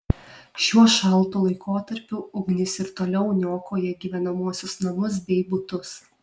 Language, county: Lithuanian, Alytus